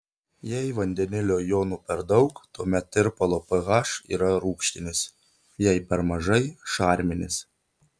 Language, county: Lithuanian, Telšiai